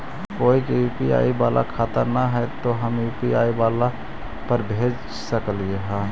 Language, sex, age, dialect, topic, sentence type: Magahi, male, 18-24, Central/Standard, banking, question